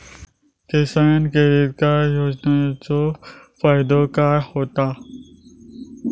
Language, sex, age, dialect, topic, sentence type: Marathi, male, 25-30, Southern Konkan, agriculture, question